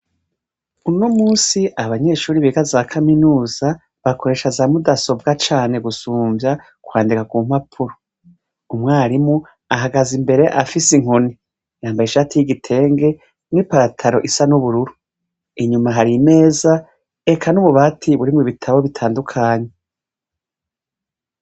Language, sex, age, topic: Rundi, female, 25-35, education